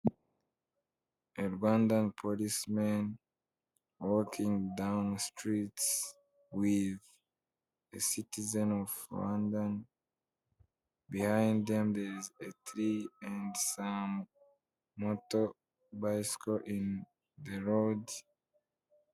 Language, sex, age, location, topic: Kinyarwanda, male, 18-24, Kigali, government